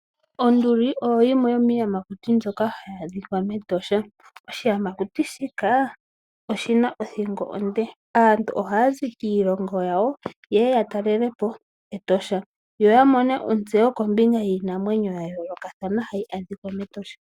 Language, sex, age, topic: Oshiwambo, female, 18-24, agriculture